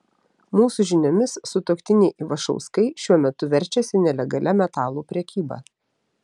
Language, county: Lithuanian, Telšiai